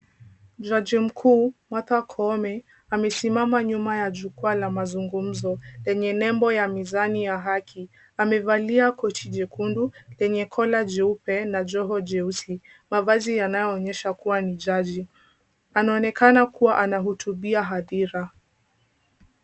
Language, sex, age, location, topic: Swahili, female, 18-24, Kisumu, government